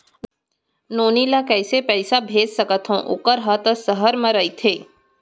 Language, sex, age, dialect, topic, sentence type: Chhattisgarhi, female, 60-100, Central, banking, question